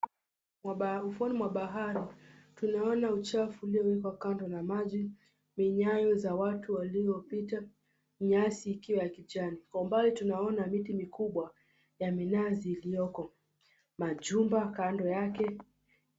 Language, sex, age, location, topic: Swahili, female, 25-35, Mombasa, agriculture